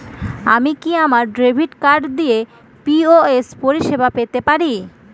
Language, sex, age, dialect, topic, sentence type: Bengali, female, 18-24, Northern/Varendri, banking, question